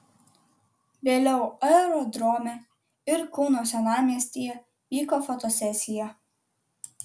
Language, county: Lithuanian, Kaunas